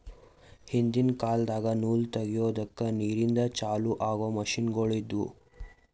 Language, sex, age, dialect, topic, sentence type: Kannada, male, 18-24, Northeastern, agriculture, statement